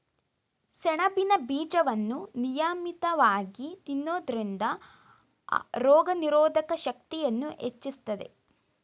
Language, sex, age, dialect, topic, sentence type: Kannada, female, 18-24, Mysore Kannada, agriculture, statement